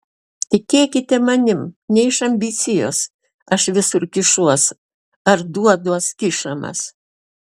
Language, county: Lithuanian, Alytus